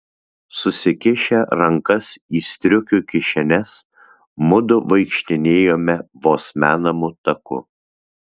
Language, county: Lithuanian, Vilnius